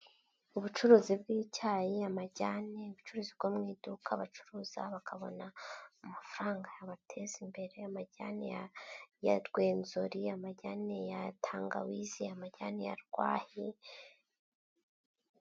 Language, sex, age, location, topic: Kinyarwanda, female, 18-24, Nyagatare, finance